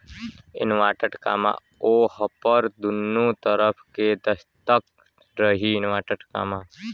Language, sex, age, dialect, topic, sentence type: Bhojpuri, male, <18, Western, banking, statement